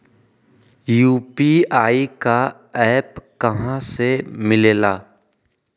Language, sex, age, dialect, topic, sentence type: Magahi, male, 18-24, Western, banking, question